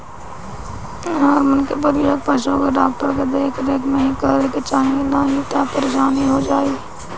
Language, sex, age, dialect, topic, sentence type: Bhojpuri, female, 18-24, Northern, agriculture, statement